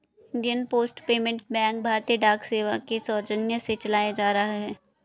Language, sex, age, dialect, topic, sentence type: Hindi, female, 18-24, Marwari Dhudhari, banking, statement